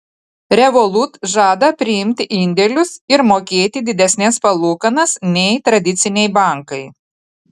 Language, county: Lithuanian, Telšiai